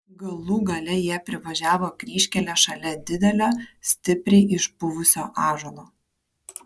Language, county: Lithuanian, Kaunas